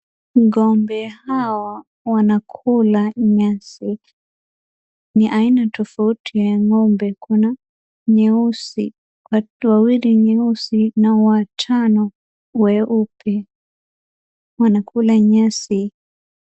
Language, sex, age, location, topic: Swahili, female, 18-24, Wajir, agriculture